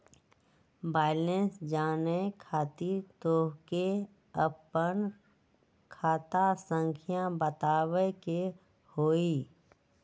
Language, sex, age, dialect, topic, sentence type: Magahi, female, 31-35, Western, banking, question